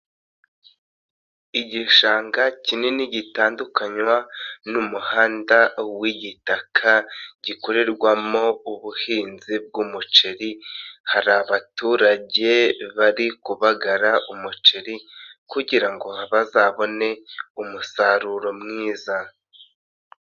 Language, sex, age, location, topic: Kinyarwanda, male, 25-35, Nyagatare, agriculture